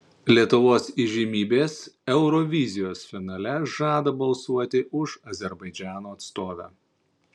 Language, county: Lithuanian, Panevėžys